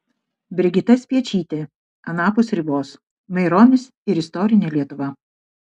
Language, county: Lithuanian, Šiauliai